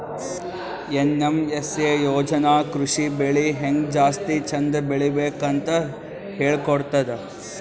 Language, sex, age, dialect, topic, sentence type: Kannada, male, 18-24, Northeastern, agriculture, statement